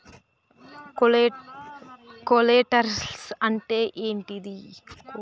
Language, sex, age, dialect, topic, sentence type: Telugu, male, 18-24, Telangana, banking, question